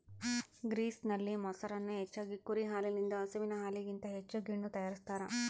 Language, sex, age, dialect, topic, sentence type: Kannada, female, 25-30, Central, agriculture, statement